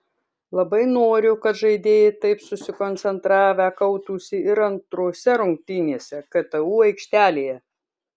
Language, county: Lithuanian, Kaunas